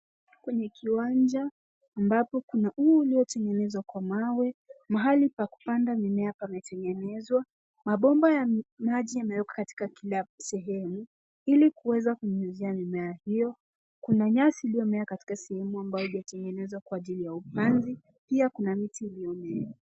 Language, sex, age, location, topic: Swahili, female, 18-24, Nairobi, agriculture